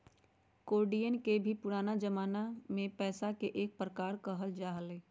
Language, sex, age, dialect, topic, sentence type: Magahi, female, 60-100, Western, banking, statement